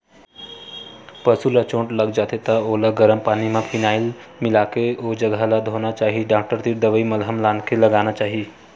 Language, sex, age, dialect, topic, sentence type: Chhattisgarhi, male, 25-30, Western/Budati/Khatahi, agriculture, statement